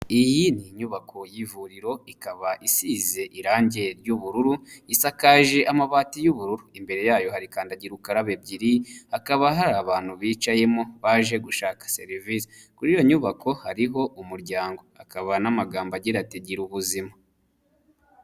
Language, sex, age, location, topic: Kinyarwanda, male, 25-35, Nyagatare, health